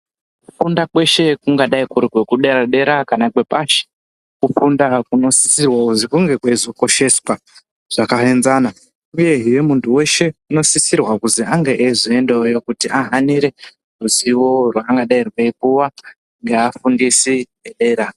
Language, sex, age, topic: Ndau, female, 18-24, education